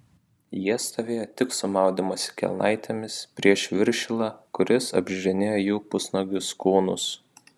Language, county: Lithuanian, Vilnius